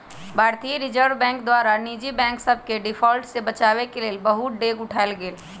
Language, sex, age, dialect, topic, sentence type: Magahi, male, 18-24, Western, banking, statement